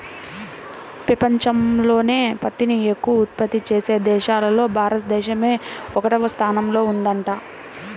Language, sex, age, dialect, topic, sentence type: Telugu, female, 18-24, Central/Coastal, agriculture, statement